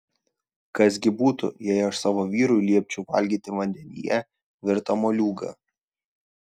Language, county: Lithuanian, Šiauliai